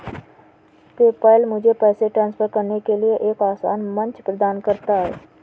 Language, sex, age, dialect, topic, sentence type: Hindi, female, 60-100, Kanauji Braj Bhasha, banking, statement